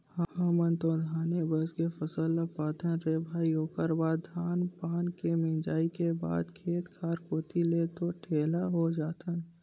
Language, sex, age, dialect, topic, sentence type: Chhattisgarhi, male, 18-24, Western/Budati/Khatahi, agriculture, statement